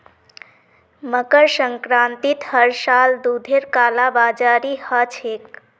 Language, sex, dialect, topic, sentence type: Magahi, female, Northeastern/Surjapuri, banking, statement